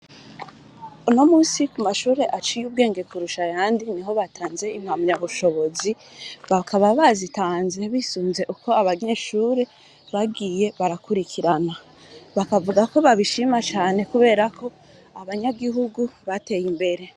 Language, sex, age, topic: Rundi, female, 25-35, education